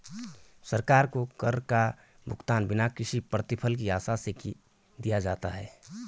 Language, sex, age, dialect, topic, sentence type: Hindi, male, 31-35, Garhwali, banking, statement